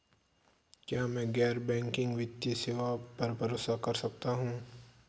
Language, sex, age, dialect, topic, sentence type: Hindi, male, 46-50, Marwari Dhudhari, banking, question